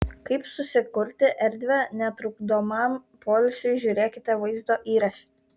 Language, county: Lithuanian, Kaunas